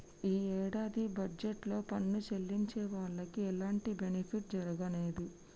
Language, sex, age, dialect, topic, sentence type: Telugu, female, 60-100, Telangana, banking, statement